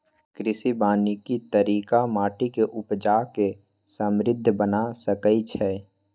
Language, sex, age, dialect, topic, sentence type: Magahi, male, 18-24, Western, agriculture, statement